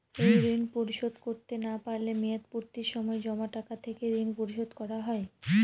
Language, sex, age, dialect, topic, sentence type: Bengali, female, 18-24, Northern/Varendri, banking, question